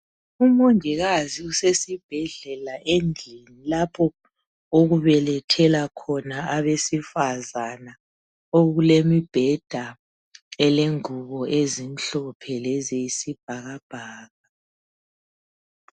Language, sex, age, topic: North Ndebele, female, 50+, health